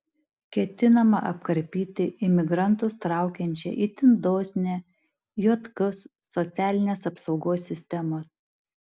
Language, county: Lithuanian, Šiauliai